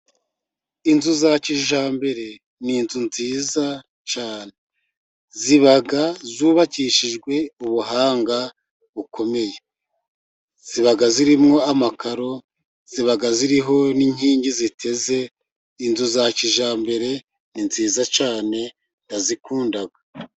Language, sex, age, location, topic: Kinyarwanda, male, 50+, Musanze, government